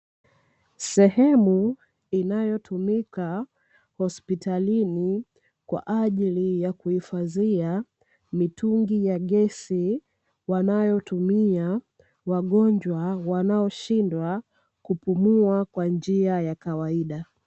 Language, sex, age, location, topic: Swahili, female, 18-24, Dar es Salaam, health